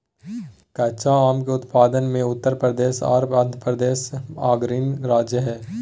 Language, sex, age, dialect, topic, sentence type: Magahi, male, 18-24, Southern, agriculture, statement